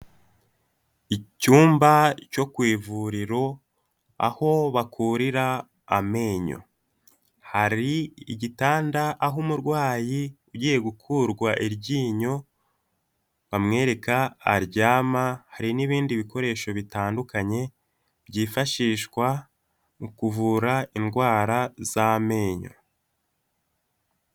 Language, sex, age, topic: Kinyarwanda, male, 18-24, health